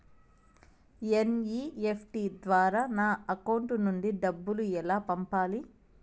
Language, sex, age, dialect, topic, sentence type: Telugu, female, 25-30, Southern, banking, question